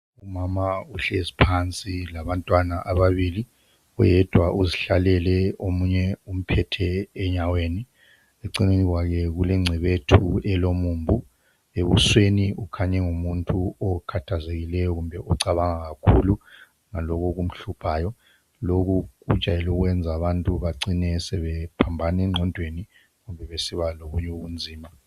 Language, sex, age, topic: North Ndebele, male, 50+, health